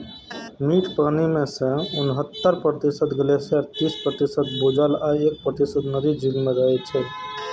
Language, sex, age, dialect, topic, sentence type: Maithili, male, 18-24, Eastern / Thethi, agriculture, statement